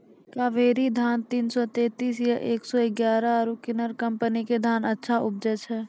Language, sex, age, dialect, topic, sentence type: Maithili, female, 25-30, Angika, agriculture, question